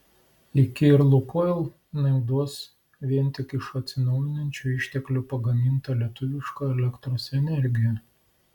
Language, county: Lithuanian, Klaipėda